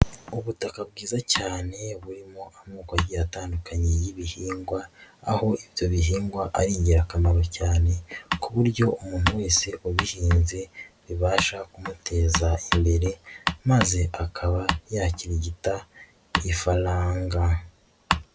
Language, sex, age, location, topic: Kinyarwanda, female, 18-24, Nyagatare, agriculture